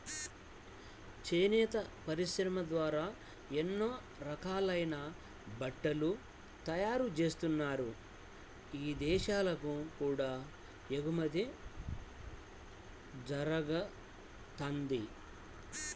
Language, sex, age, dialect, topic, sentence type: Telugu, male, 36-40, Central/Coastal, agriculture, statement